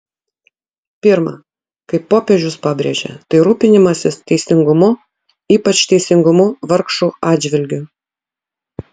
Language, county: Lithuanian, Utena